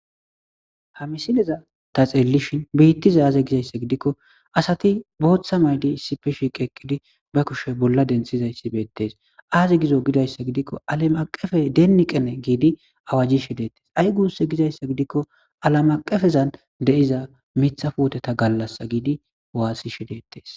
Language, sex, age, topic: Gamo, male, 25-35, agriculture